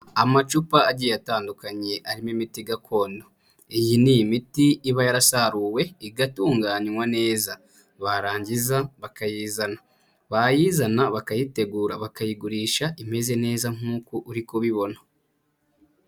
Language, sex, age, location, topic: Kinyarwanda, male, 25-35, Huye, health